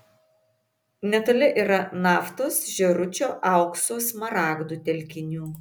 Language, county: Lithuanian, Vilnius